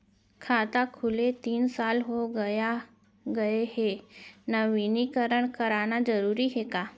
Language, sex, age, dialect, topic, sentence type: Chhattisgarhi, female, 25-30, Central, banking, question